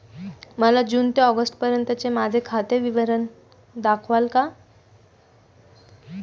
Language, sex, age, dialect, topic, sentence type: Marathi, female, 18-24, Standard Marathi, banking, question